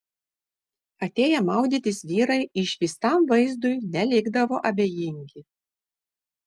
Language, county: Lithuanian, Šiauliai